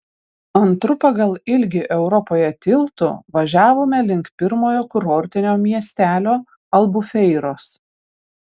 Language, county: Lithuanian, Panevėžys